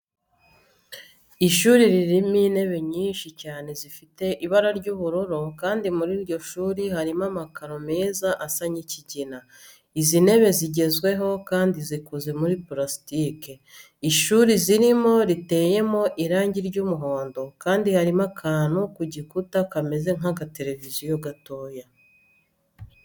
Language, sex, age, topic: Kinyarwanda, female, 36-49, education